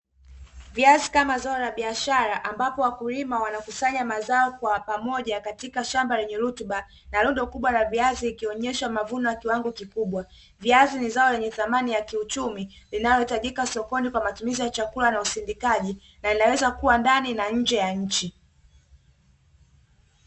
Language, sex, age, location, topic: Swahili, female, 18-24, Dar es Salaam, agriculture